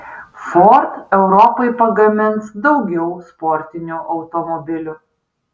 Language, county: Lithuanian, Vilnius